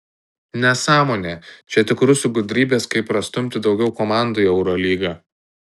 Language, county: Lithuanian, Tauragė